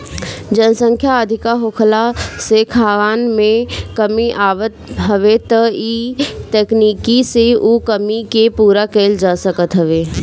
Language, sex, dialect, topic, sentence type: Bhojpuri, female, Northern, agriculture, statement